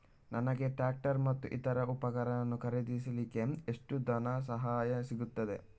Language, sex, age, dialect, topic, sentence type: Kannada, male, 56-60, Coastal/Dakshin, agriculture, question